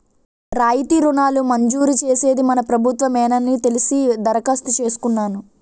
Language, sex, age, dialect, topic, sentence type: Telugu, female, 18-24, Utterandhra, banking, statement